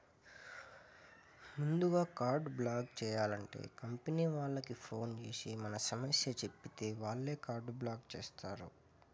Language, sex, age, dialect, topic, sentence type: Telugu, male, 18-24, Southern, banking, statement